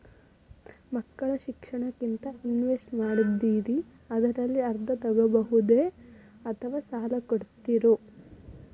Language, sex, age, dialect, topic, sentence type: Kannada, female, 18-24, Dharwad Kannada, banking, question